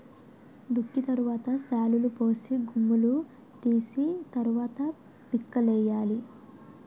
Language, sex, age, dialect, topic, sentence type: Telugu, female, 18-24, Utterandhra, agriculture, statement